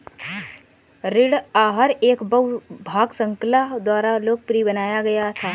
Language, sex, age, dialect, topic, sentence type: Hindi, female, 18-24, Awadhi Bundeli, banking, statement